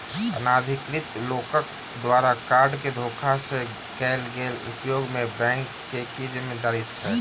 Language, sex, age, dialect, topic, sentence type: Maithili, male, 36-40, Southern/Standard, banking, question